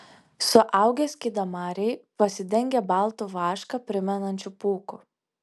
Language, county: Lithuanian, Alytus